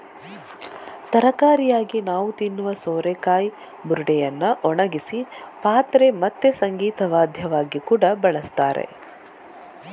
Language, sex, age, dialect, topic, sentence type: Kannada, female, 41-45, Coastal/Dakshin, agriculture, statement